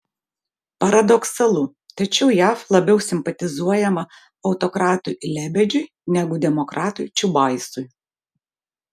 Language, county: Lithuanian, Vilnius